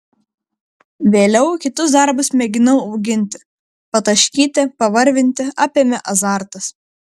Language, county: Lithuanian, Vilnius